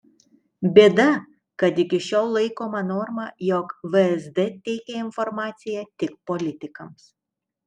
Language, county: Lithuanian, Telšiai